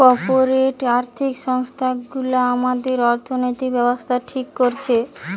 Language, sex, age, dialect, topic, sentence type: Bengali, female, 18-24, Western, banking, statement